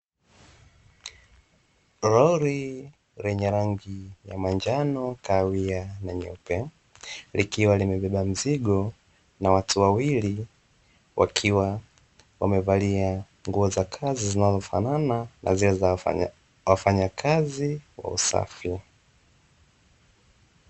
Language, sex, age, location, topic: Swahili, male, 18-24, Dar es Salaam, government